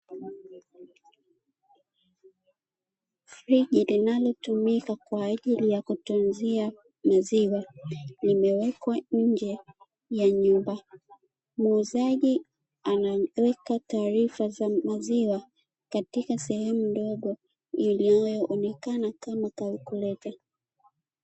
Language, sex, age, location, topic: Swahili, female, 25-35, Dar es Salaam, finance